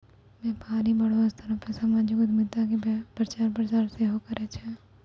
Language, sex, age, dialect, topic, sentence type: Maithili, female, 60-100, Angika, banking, statement